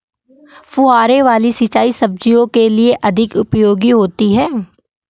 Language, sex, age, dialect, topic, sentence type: Hindi, male, 18-24, Awadhi Bundeli, agriculture, question